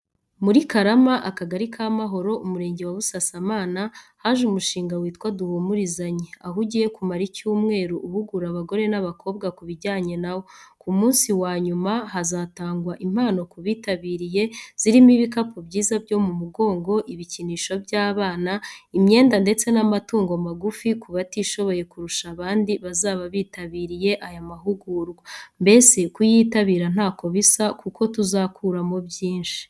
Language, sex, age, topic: Kinyarwanda, female, 25-35, education